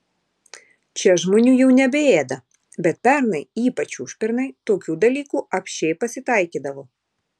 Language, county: Lithuanian, Vilnius